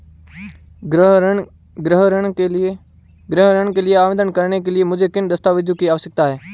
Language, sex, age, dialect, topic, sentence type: Hindi, male, 18-24, Marwari Dhudhari, banking, question